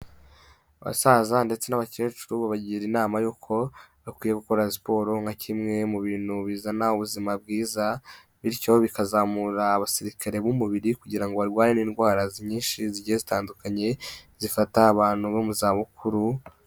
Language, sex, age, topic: Kinyarwanda, male, 18-24, health